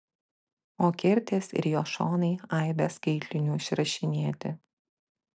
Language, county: Lithuanian, Klaipėda